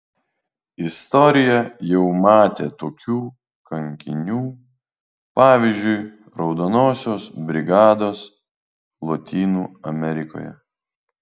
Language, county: Lithuanian, Vilnius